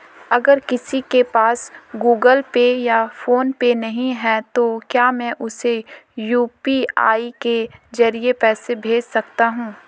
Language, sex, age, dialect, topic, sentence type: Hindi, female, 18-24, Marwari Dhudhari, banking, question